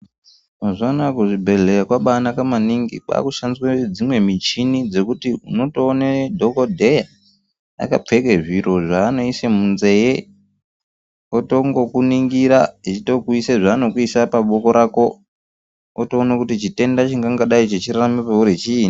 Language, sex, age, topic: Ndau, male, 18-24, health